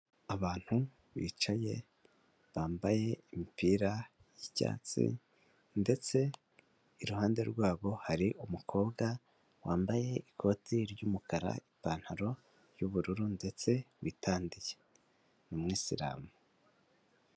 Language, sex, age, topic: Kinyarwanda, male, 18-24, government